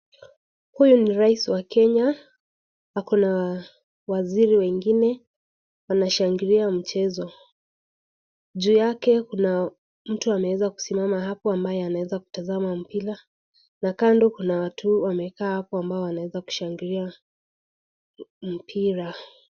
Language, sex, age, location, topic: Swahili, female, 18-24, Kisii, government